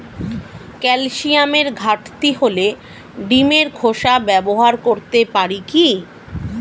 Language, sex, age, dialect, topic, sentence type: Bengali, female, 36-40, Standard Colloquial, agriculture, question